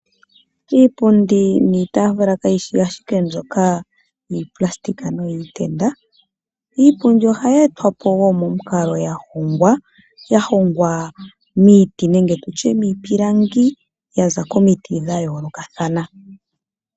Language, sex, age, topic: Oshiwambo, female, 18-24, finance